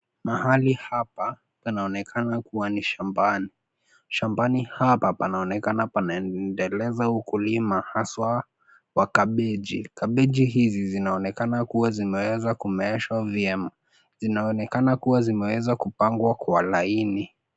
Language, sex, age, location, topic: Swahili, male, 18-24, Nairobi, agriculture